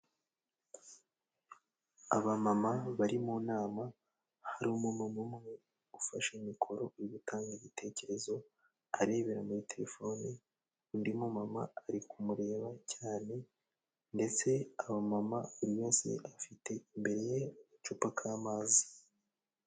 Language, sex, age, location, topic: Kinyarwanda, male, 18-24, Musanze, government